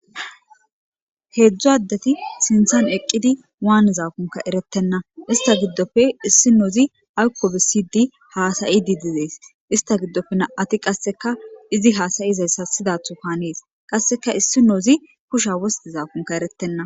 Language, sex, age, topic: Gamo, female, 25-35, government